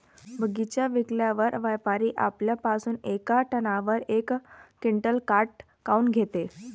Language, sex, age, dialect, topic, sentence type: Marathi, female, 18-24, Varhadi, agriculture, question